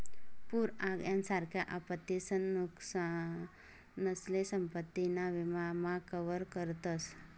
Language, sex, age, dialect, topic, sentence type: Marathi, male, 18-24, Northern Konkan, banking, statement